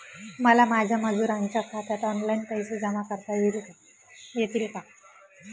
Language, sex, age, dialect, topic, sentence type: Marathi, female, 56-60, Northern Konkan, banking, question